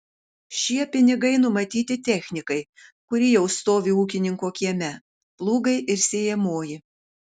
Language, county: Lithuanian, Kaunas